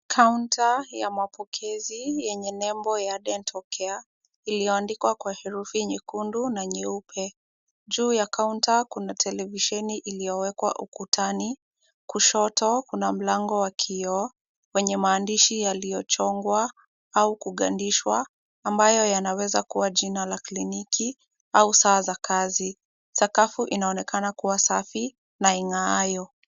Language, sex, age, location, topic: Swahili, female, 18-24, Kisumu, health